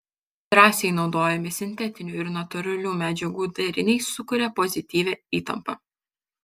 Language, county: Lithuanian, Kaunas